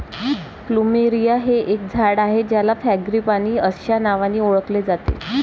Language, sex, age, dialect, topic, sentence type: Marathi, female, 25-30, Varhadi, agriculture, statement